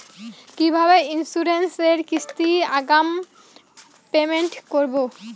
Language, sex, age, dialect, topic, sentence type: Bengali, female, <18, Rajbangshi, banking, question